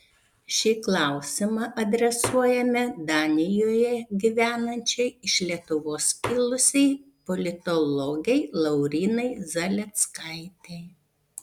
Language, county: Lithuanian, Panevėžys